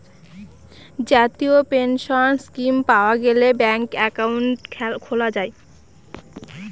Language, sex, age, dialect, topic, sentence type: Bengali, female, 18-24, Northern/Varendri, banking, statement